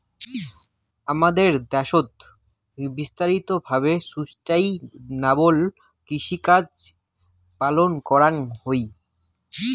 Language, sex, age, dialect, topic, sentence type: Bengali, male, 18-24, Rajbangshi, agriculture, statement